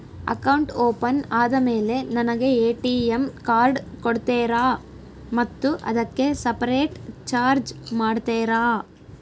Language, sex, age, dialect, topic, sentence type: Kannada, female, 18-24, Central, banking, question